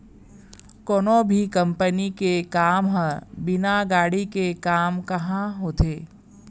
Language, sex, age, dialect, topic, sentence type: Chhattisgarhi, female, 41-45, Eastern, banking, statement